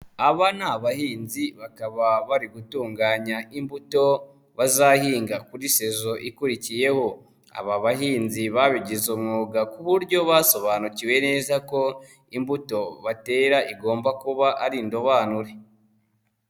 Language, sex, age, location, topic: Kinyarwanda, male, 18-24, Nyagatare, agriculture